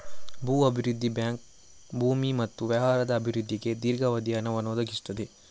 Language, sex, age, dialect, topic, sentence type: Kannada, male, 46-50, Coastal/Dakshin, banking, statement